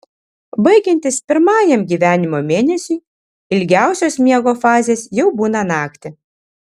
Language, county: Lithuanian, Kaunas